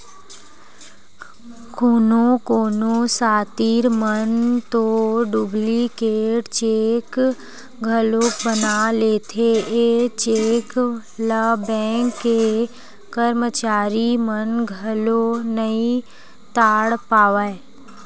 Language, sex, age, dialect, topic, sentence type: Chhattisgarhi, female, 18-24, Western/Budati/Khatahi, banking, statement